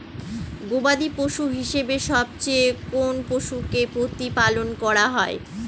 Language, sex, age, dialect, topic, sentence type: Bengali, female, 31-35, Northern/Varendri, agriculture, question